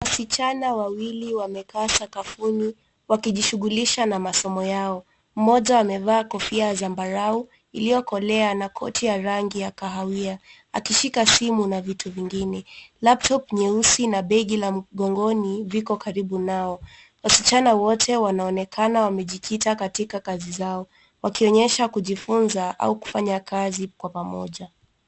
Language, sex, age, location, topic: Swahili, male, 18-24, Nairobi, education